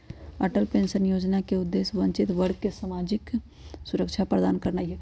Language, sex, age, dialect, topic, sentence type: Magahi, female, 31-35, Western, banking, statement